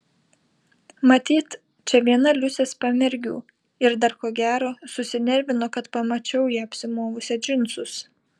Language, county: Lithuanian, Panevėžys